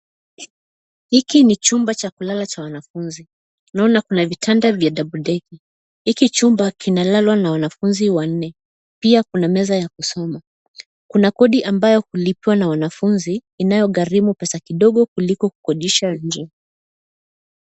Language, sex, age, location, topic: Swahili, female, 25-35, Nairobi, education